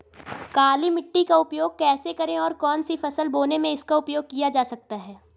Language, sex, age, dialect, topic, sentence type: Hindi, female, 25-30, Awadhi Bundeli, agriculture, question